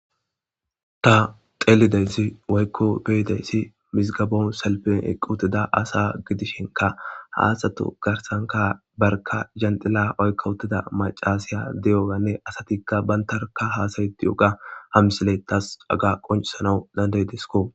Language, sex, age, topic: Gamo, male, 25-35, government